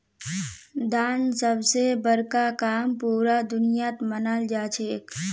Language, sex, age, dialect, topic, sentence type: Magahi, female, 18-24, Northeastern/Surjapuri, banking, statement